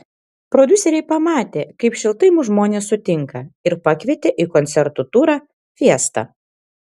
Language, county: Lithuanian, Kaunas